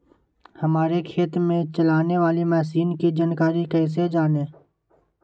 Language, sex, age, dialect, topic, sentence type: Magahi, male, 18-24, Western, agriculture, question